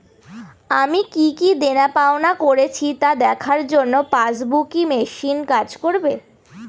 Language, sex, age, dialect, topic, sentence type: Bengali, female, 18-24, Northern/Varendri, banking, question